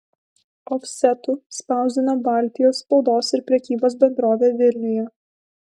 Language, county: Lithuanian, Vilnius